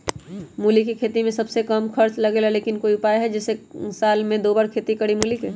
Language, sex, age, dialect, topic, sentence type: Magahi, male, 18-24, Western, agriculture, question